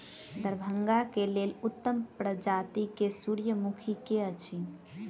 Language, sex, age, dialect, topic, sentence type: Maithili, female, 18-24, Southern/Standard, agriculture, question